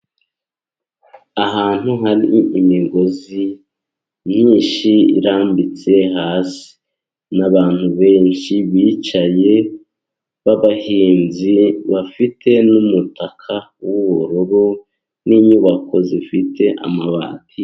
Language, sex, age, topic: Kinyarwanda, male, 18-24, agriculture